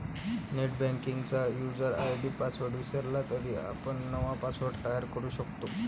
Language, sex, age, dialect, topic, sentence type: Marathi, male, 18-24, Varhadi, banking, statement